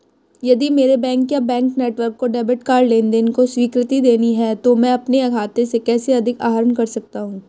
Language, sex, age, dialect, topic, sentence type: Hindi, female, 18-24, Hindustani Malvi Khadi Boli, banking, question